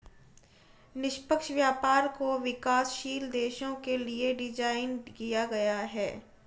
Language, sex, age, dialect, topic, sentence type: Hindi, female, 18-24, Marwari Dhudhari, banking, statement